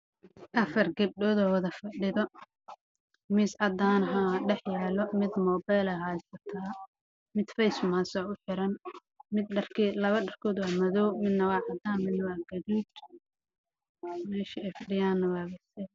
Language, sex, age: Somali, male, 18-24